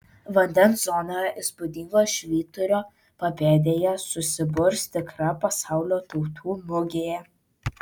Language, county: Lithuanian, Vilnius